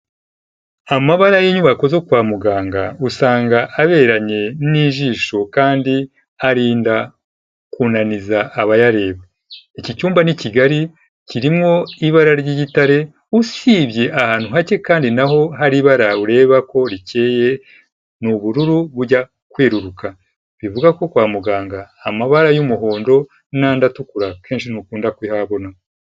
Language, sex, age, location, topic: Kinyarwanda, male, 50+, Kigali, health